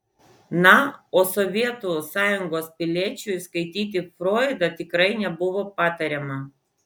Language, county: Lithuanian, Vilnius